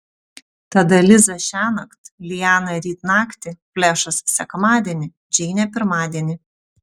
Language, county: Lithuanian, Utena